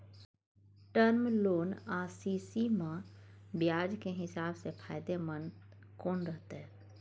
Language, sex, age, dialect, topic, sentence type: Maithili, female, 36-40, Bajjika, banking, question